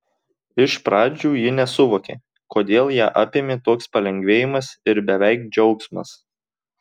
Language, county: Lithuanian, Tauragė